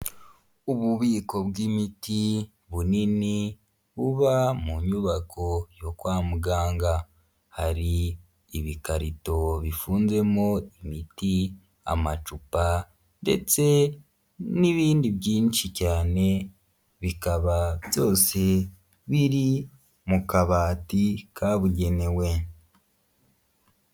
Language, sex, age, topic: Kinyarwanda, female, 18-24, health